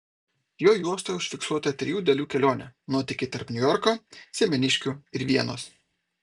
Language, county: Lithuanian, Vilnius